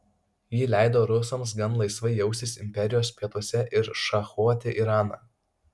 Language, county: Lithuanian, Kaunas